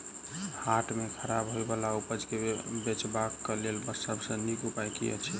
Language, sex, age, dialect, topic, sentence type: Maithili, male, 18-24, Southern/Standard, agriculture, statement